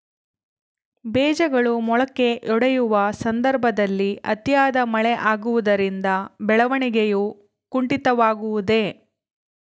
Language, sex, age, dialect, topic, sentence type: Kannada, female, 36-40, Central, agriculture, question